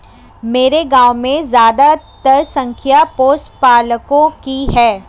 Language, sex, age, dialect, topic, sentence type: Hindi, female, 25-30, Hindustani Malvi Khadi Boli, agriculture, statement